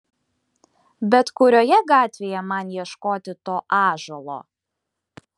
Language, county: Lithuanian, Klaipėda